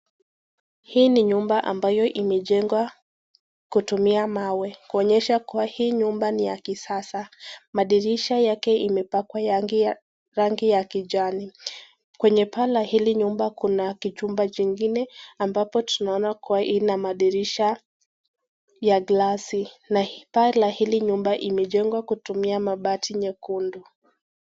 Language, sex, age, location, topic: Swahili, female, 18-24, Nakuru, education